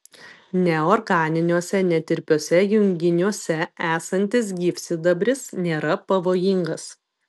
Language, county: Lithuanian, Vilnius